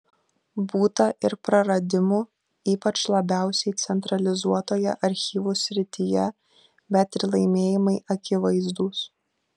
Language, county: Lithuanian, Kaunas